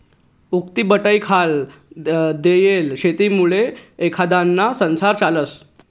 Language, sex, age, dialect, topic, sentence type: Marathi, male, 36-40, Northern Konkan, agriculture, statement